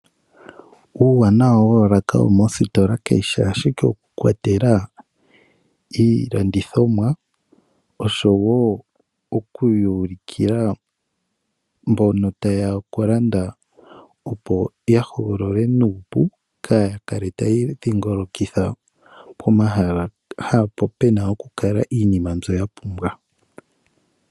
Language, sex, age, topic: Oshiwambo, male, 25-35, finance